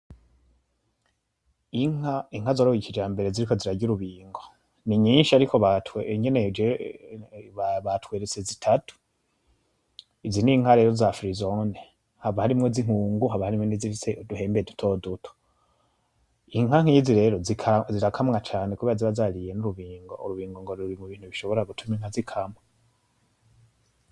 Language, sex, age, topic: Rundi, male, 25-35, agriculture